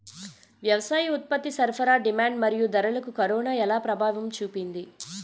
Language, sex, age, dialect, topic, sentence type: Telugu, female, 31-35, Utterandhra, agriculture, question